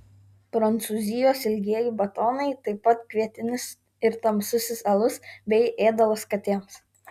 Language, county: Lithuanian, Kaunas